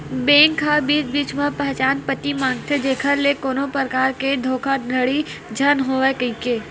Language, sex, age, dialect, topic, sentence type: Chhattisgarhi, female, 18-24, Western/Budati/Khatahi, banking, statement